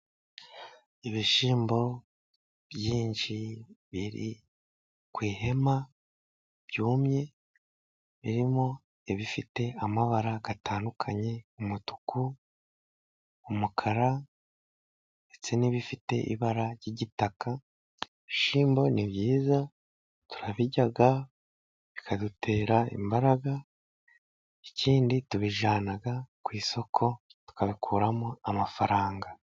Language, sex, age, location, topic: Kinyarwanda, male, 36-49, Musanze, agriculture